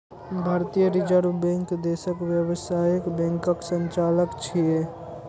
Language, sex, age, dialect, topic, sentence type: Maithili, male, 36-40, Eastern / Thethi, banking, statement